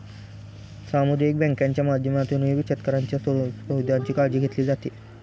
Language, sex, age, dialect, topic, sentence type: Marathi, male, 18-24, Standard Marathi, banking, statement